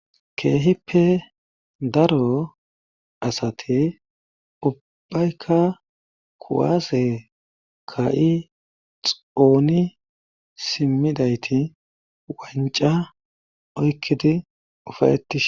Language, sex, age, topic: Gamo, male, 36-49, government